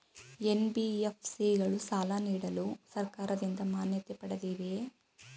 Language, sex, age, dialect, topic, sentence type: Kannada, female, 18-24, Mysore Kannada, banking, question